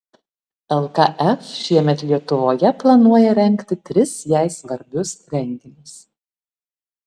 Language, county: Lithuanian, Alytus